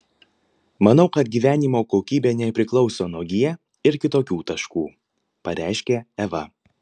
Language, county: Lithuanian, Panevėžys